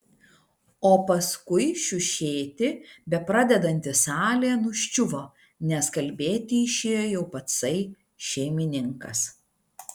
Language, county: Lithuanian, Klaipėda